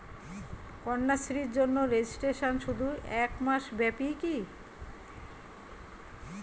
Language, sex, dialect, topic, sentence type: Bengali, female, Standard Colloquial, banking, question